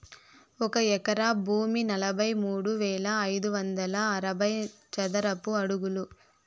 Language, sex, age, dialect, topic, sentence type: Telugu, male, 31-35, Southern, agriculture, statement